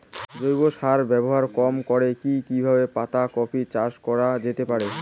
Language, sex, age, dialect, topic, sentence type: Bengali, male, 18-24, Rajbangshi, agriculture, question